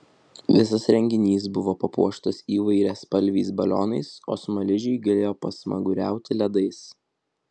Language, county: Lithuanian, Vilnius